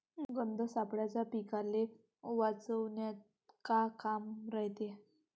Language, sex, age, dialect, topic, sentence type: Marathi, female, 18-24, Varhadi, agriculture, question